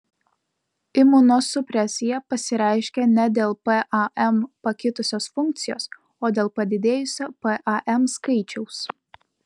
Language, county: Lithuanian, Utena